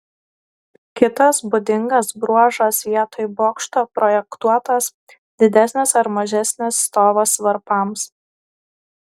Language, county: Lithuanian, Klaipėda